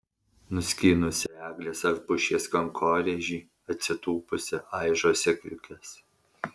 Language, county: Lithuanian, Alytus